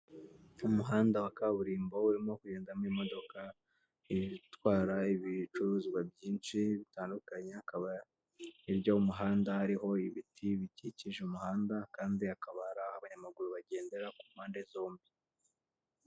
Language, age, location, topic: Kinyarwanda, 25-35, Kigali, government